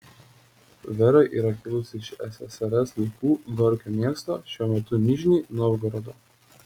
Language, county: Lithuanian, Telšiai